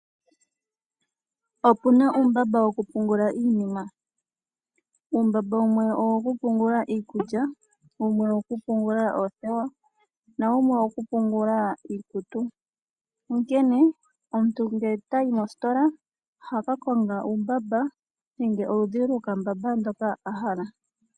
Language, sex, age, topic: Oshiwambo, female, 25-35, finance